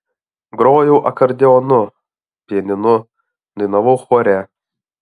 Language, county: Lithuanian, Alytus